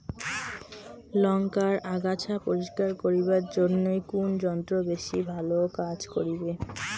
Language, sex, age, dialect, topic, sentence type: Bengali, female, 18-24, Rajbangshi, agriculture, question